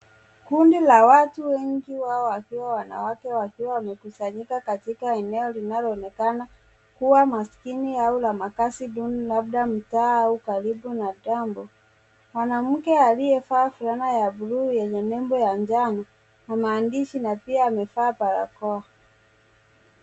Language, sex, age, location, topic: Swahili, female, 25-35, Nairobi, health